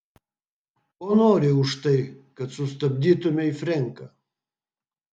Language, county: Lithuanian, Vilnius